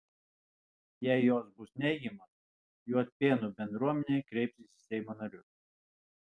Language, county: Lithuanian, Alytus